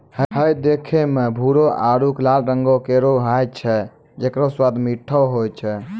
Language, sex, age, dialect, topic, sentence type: Maithili, male, 18-24, Angika, agriculture, statement